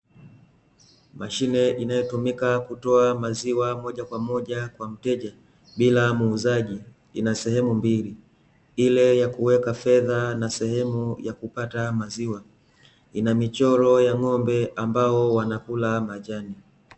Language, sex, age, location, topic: Swahili, male, 25-35, Dar es Salaam, finance